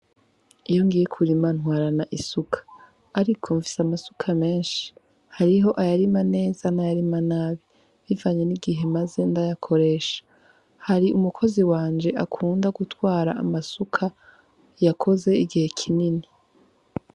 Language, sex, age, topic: Rundi, female, 18-24, agriculture